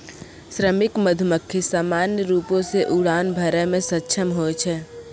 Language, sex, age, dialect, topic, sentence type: Maithili, male, 25-30, Angika, agriculture, statement